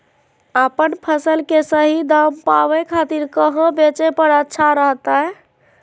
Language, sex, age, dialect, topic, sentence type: Magahi, female, 25-30, Southern, agriculture, question